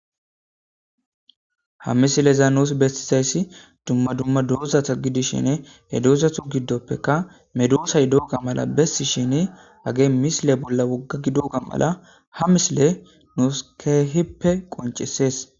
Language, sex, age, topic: Gamo, male, 25-35, agriculture